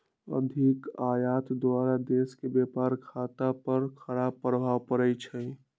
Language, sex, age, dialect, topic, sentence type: Magahi, male, 60-100, Western, banking, statement